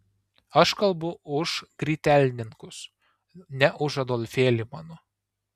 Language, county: Lithuanian, Tauragė